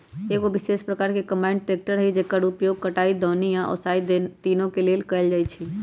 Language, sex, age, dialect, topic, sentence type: Magahi, male, 18-24, Western, agriculture, statement